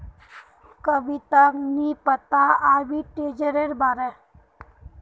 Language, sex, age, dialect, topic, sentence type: Magahi, female, 18-24, Northeastern/Surjapuri, banking, statement